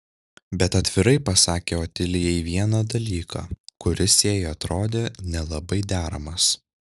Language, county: Lithuanian, Šiauliai